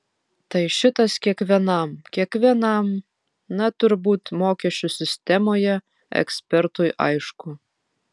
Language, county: Lithuanian, Vilnius